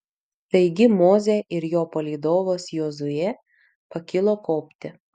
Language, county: Lithuanian, Vilnius